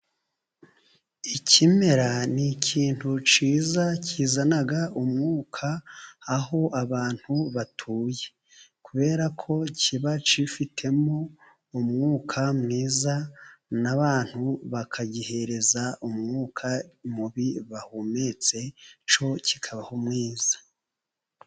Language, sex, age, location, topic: Kinyarwanda, male, 36-49, Musanze, health